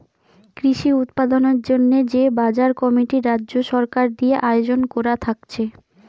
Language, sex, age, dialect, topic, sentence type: Bengali, female, 25-30, Western, agriculture, statement